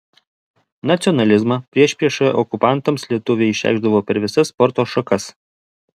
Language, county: Lithuanian, Alytus